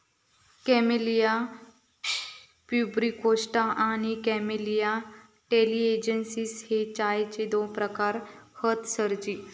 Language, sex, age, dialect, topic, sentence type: Marathi, female, 25-30, Southern Konkan, agriculture, statement